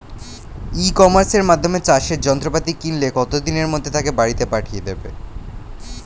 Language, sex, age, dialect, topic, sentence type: Bengali, male, 18-24, Standard Colloquial, agriculture, question